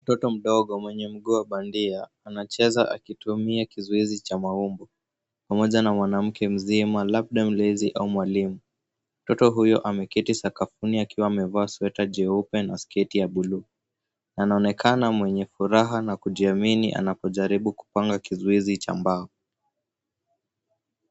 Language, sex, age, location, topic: Swahili, male, 18-24, Nairobi, education